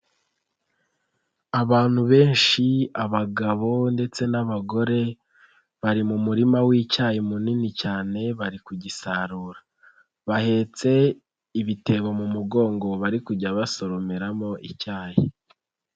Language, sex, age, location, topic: Kinyarwanda, female, 25-35, Nyagatare, agriculture